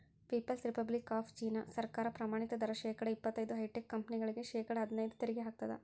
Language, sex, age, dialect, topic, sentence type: Kannada, female, 60-100, Central, banking, statement